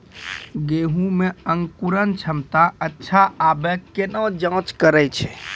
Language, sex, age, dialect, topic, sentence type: Maithili, male, 25-30, Angika, agriculture, question